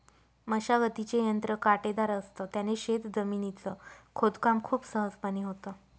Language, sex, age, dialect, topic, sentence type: Marathi, female, 25-30, Northern Konkan, agriculture, statement